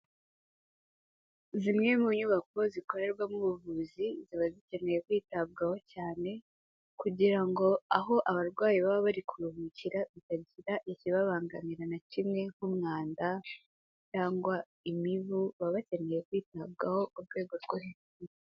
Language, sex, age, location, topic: Kinyarwanda, female, 18-24, Kigali, health